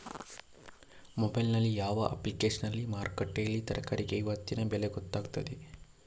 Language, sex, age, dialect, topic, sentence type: Kannada, male, 46-50, Coastal/Dakshin, agriculture, question